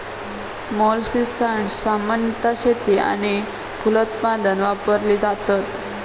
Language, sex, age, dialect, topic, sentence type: Marathi, female, 18-24, Southern Konkan, agriculture, statement